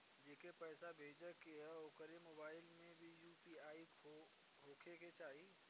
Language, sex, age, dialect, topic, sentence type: Bhojpuri, male, 25-30, Western, banking, question